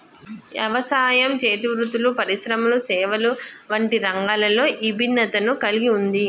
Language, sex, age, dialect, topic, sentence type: Telugu, female, 36-40, Telangana, agriculture, statement